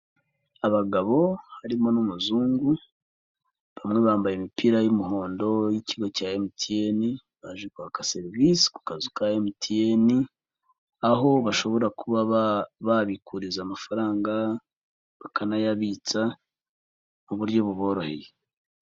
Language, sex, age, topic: Kinyarwanda, male, 36-49, finance